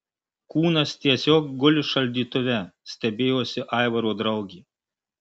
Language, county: Lithuanian, Marijampolė